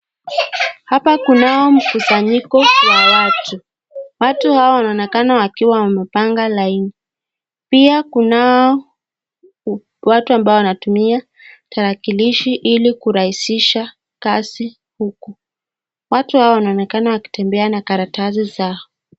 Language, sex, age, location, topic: Swahili, female, 50+, Nakuru, government